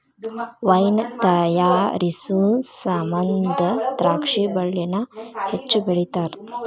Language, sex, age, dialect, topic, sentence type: Kannada, female, 18-24, Dharwad Kannada, agriculture, statement